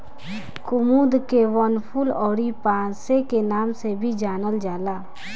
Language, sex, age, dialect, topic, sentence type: Bhojpuri, female, 18-24, Northern, agriculture, statement